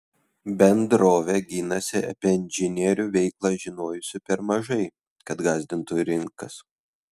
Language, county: Lithuanian, Kaunas